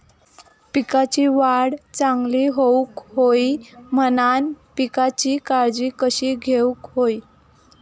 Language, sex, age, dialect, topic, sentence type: Marathi, female, 18-24, Southern Konkan, agriculture, question